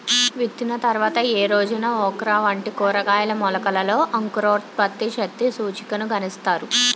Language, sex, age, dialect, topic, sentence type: Telugu, female, 25-30, Utterandhra, agriculture, question